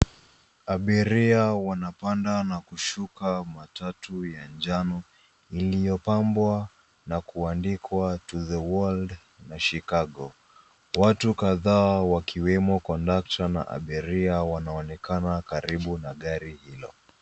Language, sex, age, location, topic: Swahili, female, 36-49, Nairobi, government